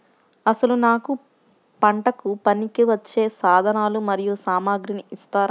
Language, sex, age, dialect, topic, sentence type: Telugu, female, 51-55, Central/Coastal, agriculture, question